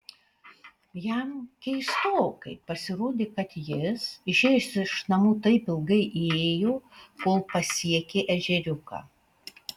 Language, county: Lithuanian, Alytus